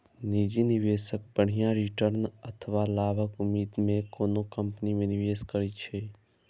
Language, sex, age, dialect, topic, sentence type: Maithili, male, 18-24, Eastern / Thethi, banking, statement